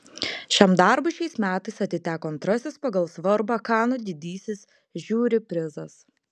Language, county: Lithuanian, Klaipėda